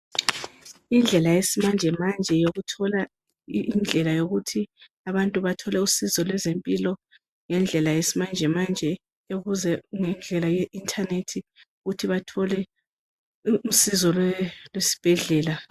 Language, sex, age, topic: North Ndebele, female, 25-35, health